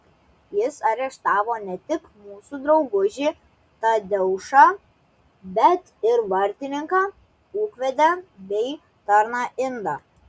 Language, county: Lithuanian, Klaipėda